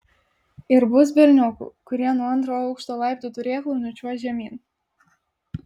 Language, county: Lithuanian, Vilnius